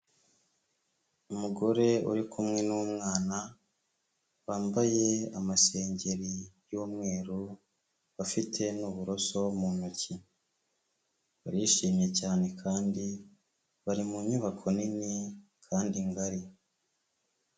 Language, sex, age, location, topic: Kinyarwanda, female, 18-24, Kigali, health